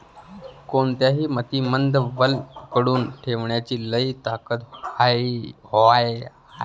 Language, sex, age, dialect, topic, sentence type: Marathi, male, 25-30, Varhadi, agriculture, question